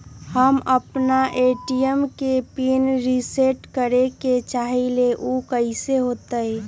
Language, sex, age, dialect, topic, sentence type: Magahi, female, 36-40, Western, banking, question